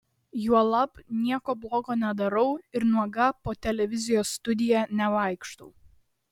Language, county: Lithuanian, Vilnius